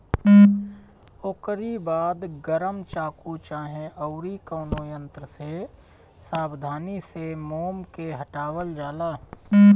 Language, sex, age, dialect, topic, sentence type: Bhojpuri, male, 31-35, Northern, agriculture, statement